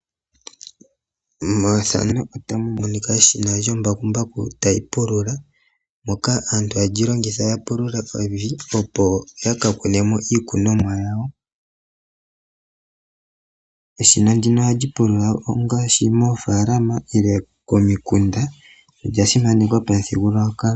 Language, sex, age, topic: Oshiwambo, male, 18-24, agriculture